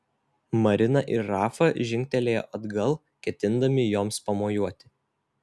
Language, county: Lithuanian, Telšiai